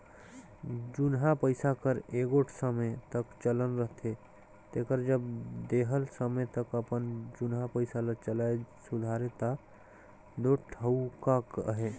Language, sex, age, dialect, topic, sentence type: Chhattisgarhi, male, 31-35, Northern/Bhandar, banking, statement